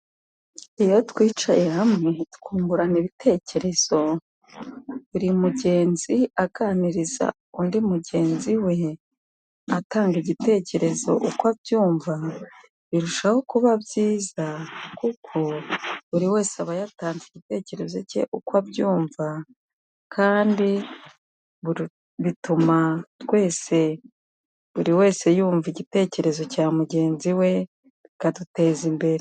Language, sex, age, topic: Kinyarwanda, female, 36-49, finance